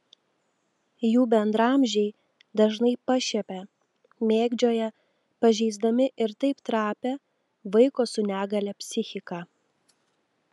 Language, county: Lithuanian, Telšiai